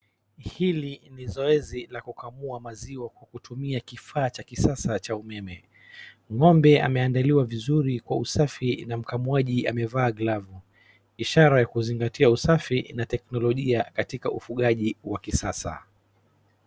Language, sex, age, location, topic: Swahili, male, 36-49, Wajir, agriculture